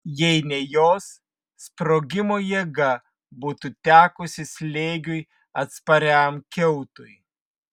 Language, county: Lithuanian, Vilnius